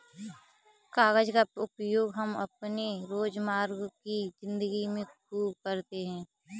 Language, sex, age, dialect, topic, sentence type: Hindi, female, 18-24, Kanauji Braj Bhasha, agriculture, statement